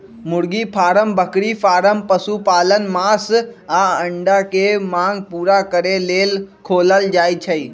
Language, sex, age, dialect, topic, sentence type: Magahi, male, 18-24, Western, agriculture, statement